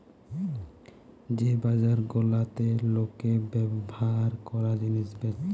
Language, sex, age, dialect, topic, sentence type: Bengali, male, 18-24, Western, banking, statement